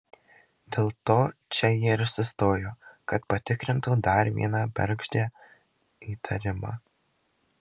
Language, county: Lithuanian, Marijampolė